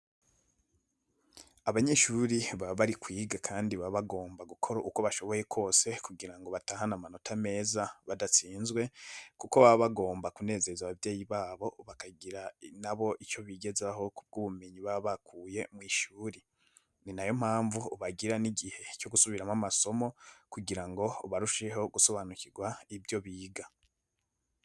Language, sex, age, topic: Kinyarwanda, male, 25-35, education